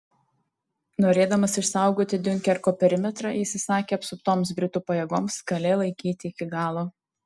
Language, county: Lithuanian, Tauragė